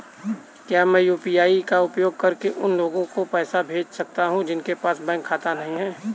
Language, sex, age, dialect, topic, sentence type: Hindi, male, 31-35, Kanauji Braj Bhasha, banking, question